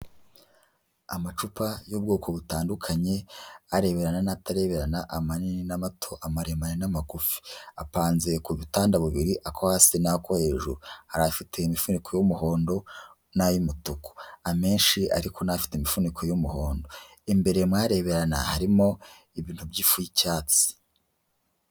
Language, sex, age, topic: Kinyarwanda, male, 25-35, health